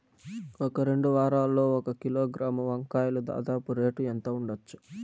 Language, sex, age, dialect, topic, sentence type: Telugu, male, 18-24, Southern, agriculture, question